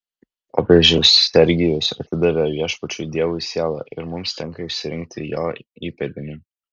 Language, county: Lithuanian, Kaunas